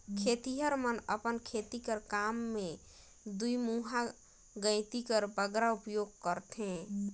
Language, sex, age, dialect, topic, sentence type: Chhattisgarhi, female, 18-24, Northern/Bhandar, agriculture, statement